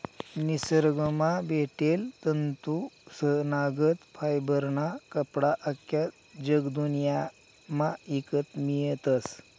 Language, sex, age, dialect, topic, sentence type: Marathi, male, 51-55, Northern Konkan, agriculture, statement